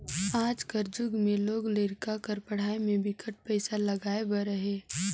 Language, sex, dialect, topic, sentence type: Chhattisgarhi, female, Northern/Bhandar, banking, statement